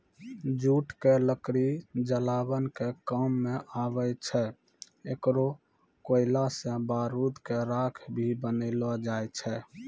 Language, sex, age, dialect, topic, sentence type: Maithili, male, 25-30, Angika, agriculture, statement